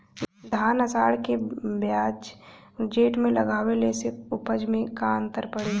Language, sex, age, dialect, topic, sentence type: Bhojpuri, female, 18-24, Northern, agriculture, question